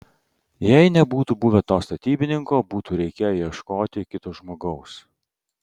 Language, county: Lithuanian, Vilnius